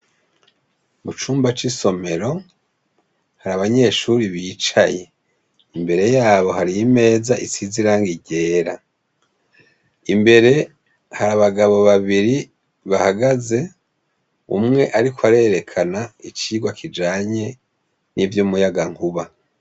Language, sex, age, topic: Rundi, male, 50+, education